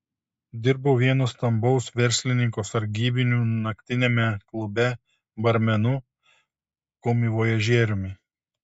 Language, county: Lithuanian, Telšiai